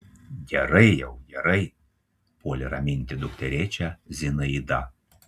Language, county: Lithuanian, Telšiai